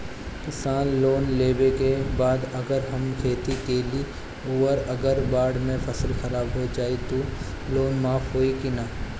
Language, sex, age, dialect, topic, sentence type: Bhojpuri, male, 18-24, Northern, banking, question